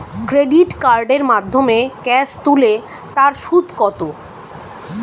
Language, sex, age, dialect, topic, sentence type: Bengali, female, 36-40, Standard Colloquial, banking, question